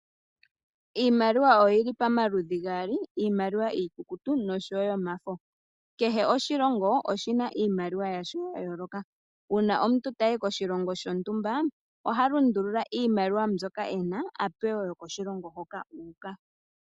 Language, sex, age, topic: Oshiwambo, female, 18-24, finance